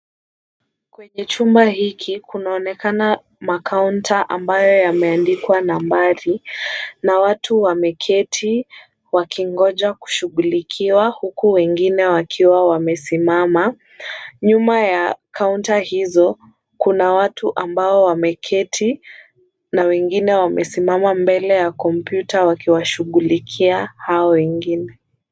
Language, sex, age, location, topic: Swahili, female, 18-24, Kisumu, government